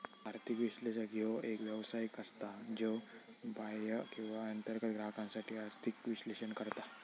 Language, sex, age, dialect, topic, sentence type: Marathi, male, 18-24, Southern Konkan, banking, statement